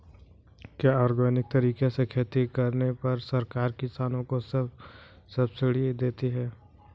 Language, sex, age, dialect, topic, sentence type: Hindi, male, 46-50, Kanauji Braj Bhasha, agriculture, question